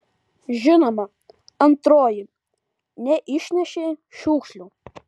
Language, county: Lithuanian, Kaunas